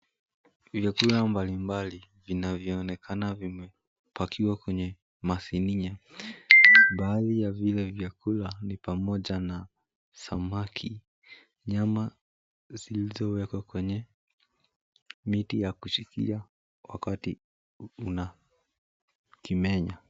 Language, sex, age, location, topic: Swahili, male, 18-24, Mombasa, agriculture